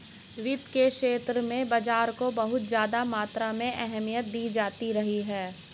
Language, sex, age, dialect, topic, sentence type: Hindi, female, 60-100, Hindustani Malvi Khadi Boli, banking, statement